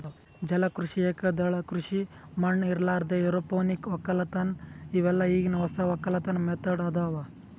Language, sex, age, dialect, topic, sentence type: Kannada, male, 18-24, Northeastern, agriculture, statement